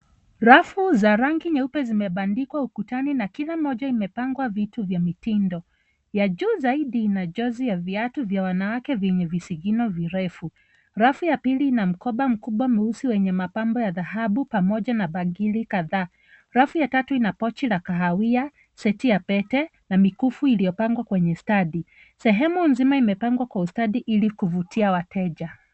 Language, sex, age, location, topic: Swahili, female, 36-49, Nairobi, finance